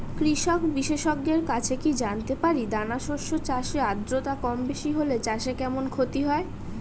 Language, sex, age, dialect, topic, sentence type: Bengali, female, 31-35, Standard Colloquial, agriculture, question